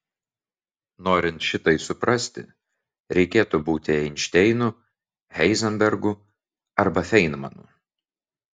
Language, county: Lithuanian, Vilnius